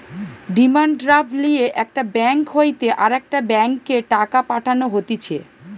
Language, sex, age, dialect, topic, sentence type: Bengali, female, 31-35, Western, banking, statement